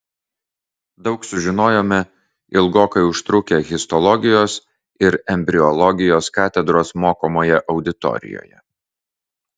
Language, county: Lithuanian, Vilnius